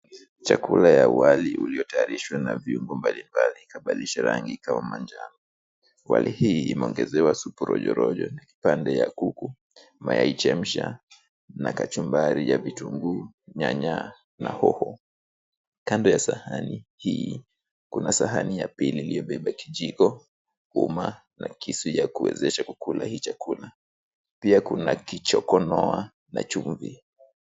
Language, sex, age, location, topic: Swahili, male, 25-35, Mombasa, agriculture